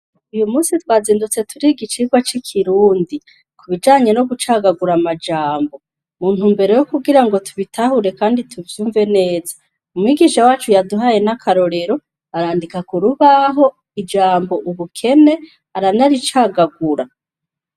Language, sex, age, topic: Rundi, female, 36-49, education